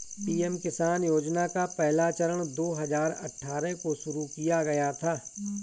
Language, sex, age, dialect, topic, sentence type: Hindi, male, 41-45, Awadhi Bundeli, agriculture, statement